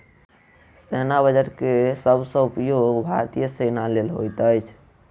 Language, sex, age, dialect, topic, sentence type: Maithili, male, 18-24, Southern/Standard, banking, statement